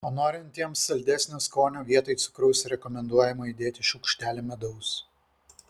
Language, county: Lithuanian, Vilnius